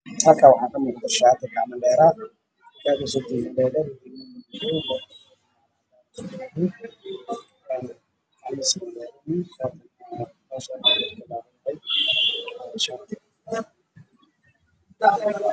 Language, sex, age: Somali, male, 25-35